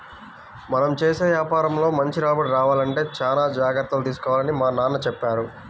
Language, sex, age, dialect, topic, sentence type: Telugu, male, 18-24, Central/Coastal, banking, statement